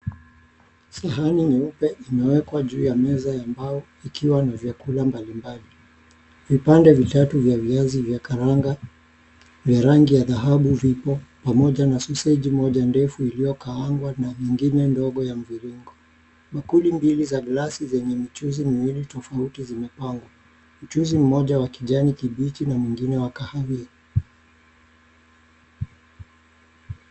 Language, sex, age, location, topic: Swahili, male, 36-49, Mombasa, agriculture